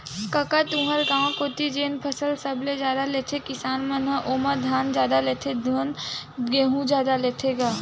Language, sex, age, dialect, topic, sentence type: Chhattisgarhi, female, 18-24, Western/Budati/Khatahi, agriculture, statement